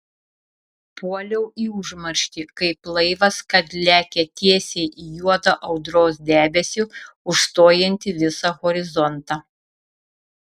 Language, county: Lithuanian, Šiauliai